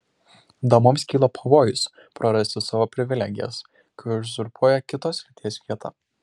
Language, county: Lithuanian, Šiauliai